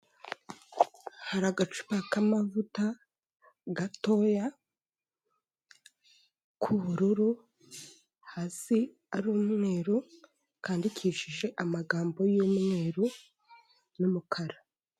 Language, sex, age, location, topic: Kinyarwanda, male, 25-35, Kigali, health